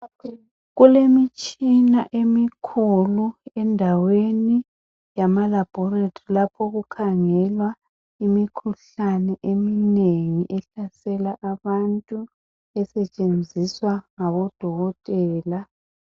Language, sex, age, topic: North Ndebele, male, 50+, health